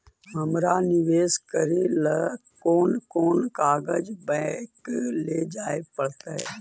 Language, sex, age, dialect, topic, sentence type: Magahi, male, 41-45, Central/Standard, banking, question